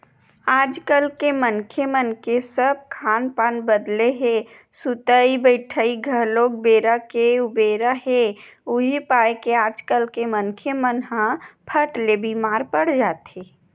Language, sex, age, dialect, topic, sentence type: Chhattisgarhi, female, 31-35, Western/Budati/Khatahi, banking, statement